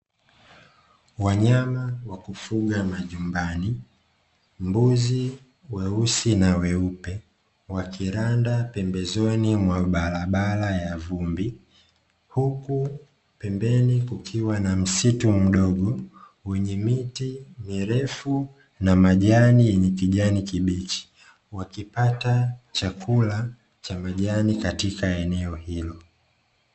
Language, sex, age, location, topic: Swahili, male, 25-35, Dar es Salaam, agriculture